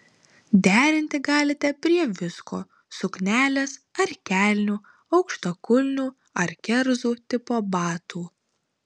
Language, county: Lithuanian, Utena